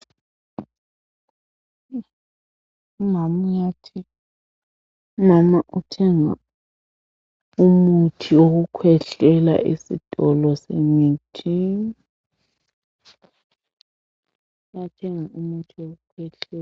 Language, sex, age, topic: North Ndebele, female, 50+, health